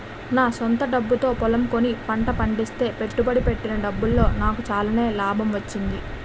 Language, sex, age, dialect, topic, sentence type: Telugu, female, 18-24, Utterandhra, banking, statement